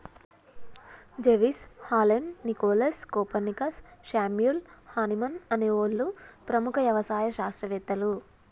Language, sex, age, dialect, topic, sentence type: Telugu, female, 25-30, Telangana, agriculture, statement